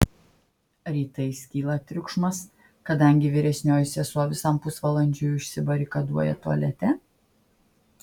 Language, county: Lithuanian, Klaipėda